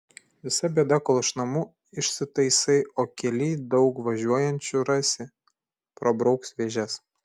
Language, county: Lithuanian, Šiauliai